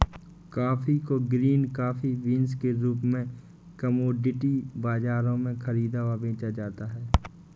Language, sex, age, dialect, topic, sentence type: Hindi, male, 18-24, Awadhi Bundeli, agriculture, statement